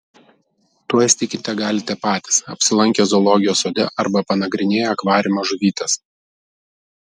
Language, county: Lithuanian, Vilnius